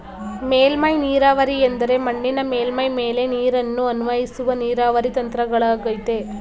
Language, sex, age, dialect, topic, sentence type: Kannada, female, 18-24, Mysore Kannada, agriculture, statement